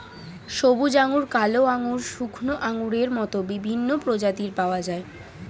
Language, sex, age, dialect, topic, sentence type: Bengali, female, 18-24, Standard Colloquial, agriculture, statement